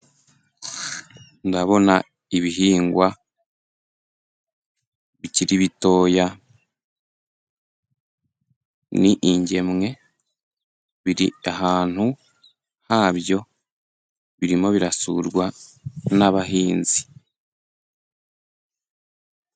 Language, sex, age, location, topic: Kinyarwanda, male, 18-24, Musanze, agriculture